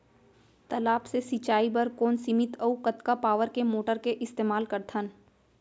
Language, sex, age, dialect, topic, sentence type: Chhattisgarhi, female, 25-30, Central, agriculture, question